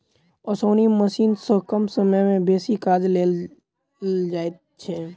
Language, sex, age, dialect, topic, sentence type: Maithili, male, 18-24, Southern/Standard, agriculture, statement